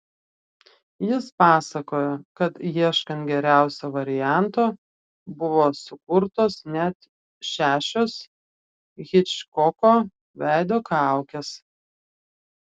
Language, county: Lithuanian, Klaipėda